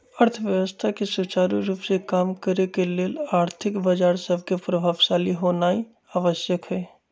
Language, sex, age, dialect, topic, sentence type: Magahi, male, 25-30, Western, banking, statement